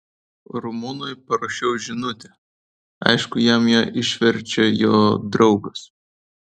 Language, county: Lithuanian, Vilnius